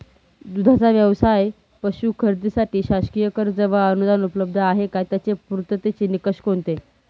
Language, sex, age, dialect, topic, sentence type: Marathi, female, 31-35, Northern Konkan, agriculture, question